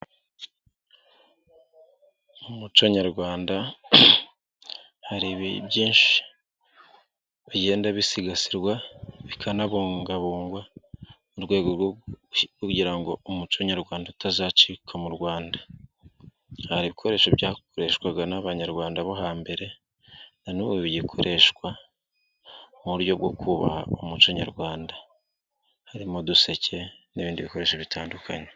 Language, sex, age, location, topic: Kinyarwanda, male, 36-49, Nyagatare, government